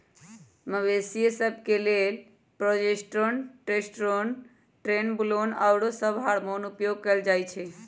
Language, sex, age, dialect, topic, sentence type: Magahi, female, 25-30, Western, agriculture, statement